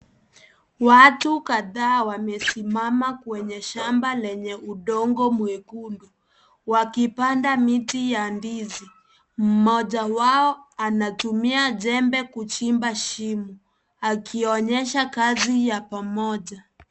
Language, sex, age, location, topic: Swahili, female, 18-24, Kisii, agriculture